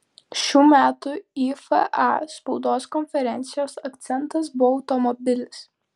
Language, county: Lithuanian, Vilnius